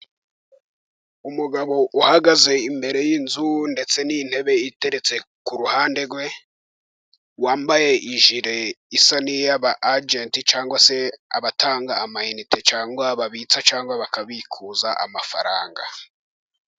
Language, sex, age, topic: Kinyarwanda, male, 18-24, government